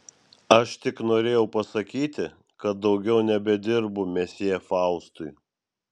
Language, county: Lithuanian, Vilnius